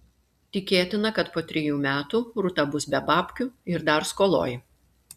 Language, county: Lithuanian, Klaipėda